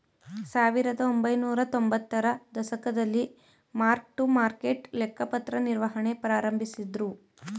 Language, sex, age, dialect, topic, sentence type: Kannada, female, 18-24, Mysore Kannada, banking, statement